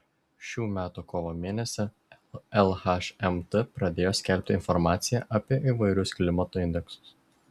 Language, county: Lithuanian, Šiauliai